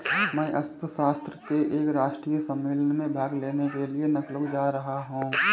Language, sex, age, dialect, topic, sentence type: Hindi, male, 25-30, Marwari Dhudhari, banking, statement